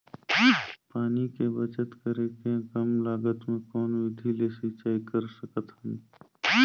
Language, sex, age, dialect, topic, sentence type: Chhattisgarhi, male, 25-30, Northern/Bhandar, agriculture, question